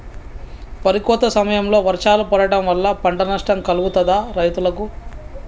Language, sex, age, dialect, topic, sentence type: Telugu, female, 31-35, Telangana, agriculture, question